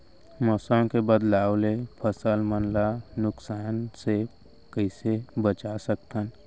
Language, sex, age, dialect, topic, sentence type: Chhattisgarhi, male, 18-24, Central, agriculture, question